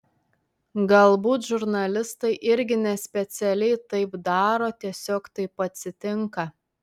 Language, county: Lithuanian, Telšiai